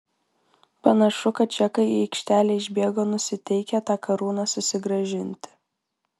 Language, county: Lithuanian, Vilnius